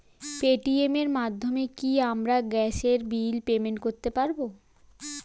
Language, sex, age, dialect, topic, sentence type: Bengali, female, 18-24, Standard Colloquial, banking, question